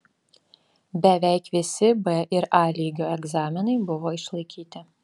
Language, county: Lithuanian, Alytus